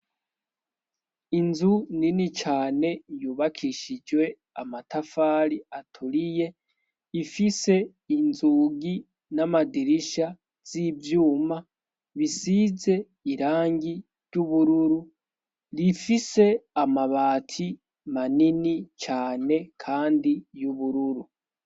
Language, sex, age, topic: Rundi, female, 18-24, education